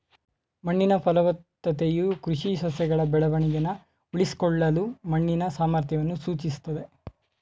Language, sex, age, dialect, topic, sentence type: Kannada, male, 18-24, Mysore Kannada, agriculture, statement